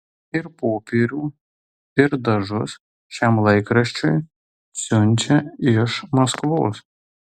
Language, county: Lithuanian, Tauragė